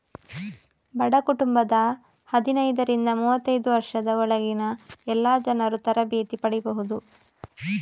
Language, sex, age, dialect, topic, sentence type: Kannada, female, 31-35, Coastal/Dakshin, banking, statement